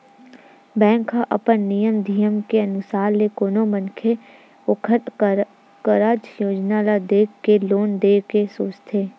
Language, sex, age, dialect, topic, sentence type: Chhattisgarhi, female, 60-100, Western/Budati/Khatahi, banking, statement